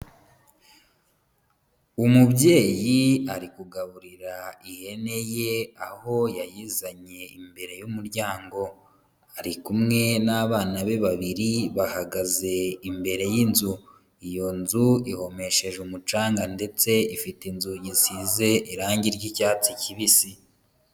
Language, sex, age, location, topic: Kinyarwanda, male, 25-35, Huye, agriculture